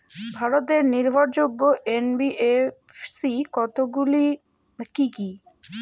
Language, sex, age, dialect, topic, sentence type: Bengali, female, 18-24, Rajbangshi, banking, question